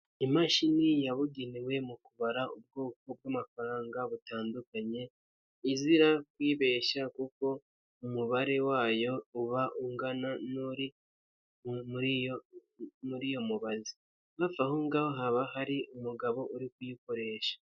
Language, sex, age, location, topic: Kinyarwanda, male, 50+, Kigali, finance